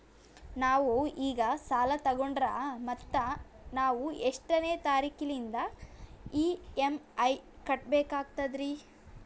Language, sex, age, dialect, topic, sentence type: Kannada, female, 18-24, Northeastern, banking, question